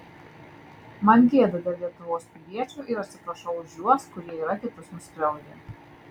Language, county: Lithuanian, Marijampolė